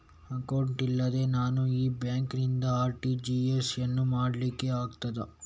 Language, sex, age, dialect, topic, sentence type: Kannada, male, 25-30, Coastal/Dakshin, banking, question